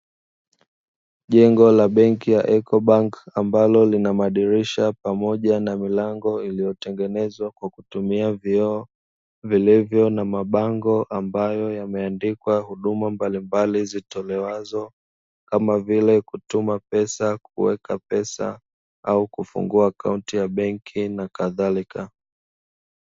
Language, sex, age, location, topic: Swahili, male, 25-35, Dar es Salaam, finance